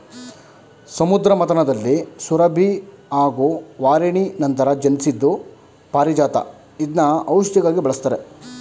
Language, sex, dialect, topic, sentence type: Kannada, male, Mysore Kannada, agriculture, statement